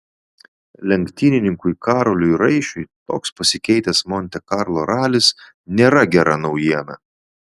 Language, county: Lithuanian, Vilnius